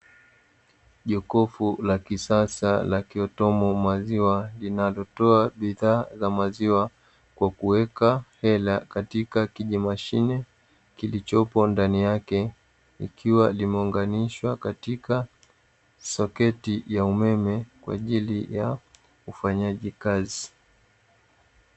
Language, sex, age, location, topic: Swahili, male, 18-24, Dar es Salaam, finance